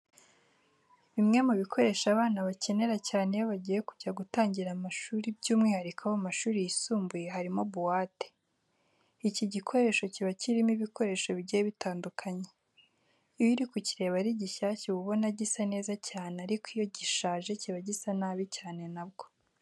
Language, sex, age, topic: Kinyarwanda, female, 18-24, education